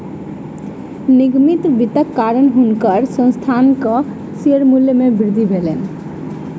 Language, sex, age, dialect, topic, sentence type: Maithili, female, 18-24, Southern/Standard, banking, statement